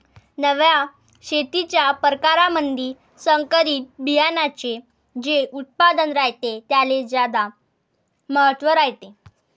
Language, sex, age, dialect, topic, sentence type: Marathi, female, 18-24, Varhadi, agriculture, statement